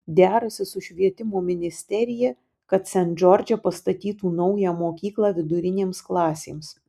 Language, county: Lithuanian, Vilnius